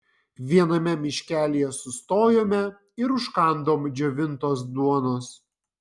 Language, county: Lithuanian, Vilnius